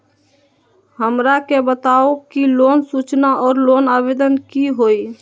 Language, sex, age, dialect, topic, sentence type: Magahi, male, 18-24, Western, banking, question